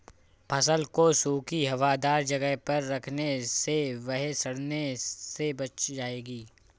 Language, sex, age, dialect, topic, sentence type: Hindi, male, 25-30, Awadhi Bundeli, agriculture, statement